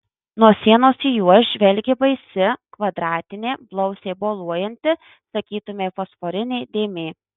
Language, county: Lithuanian, Marijampolė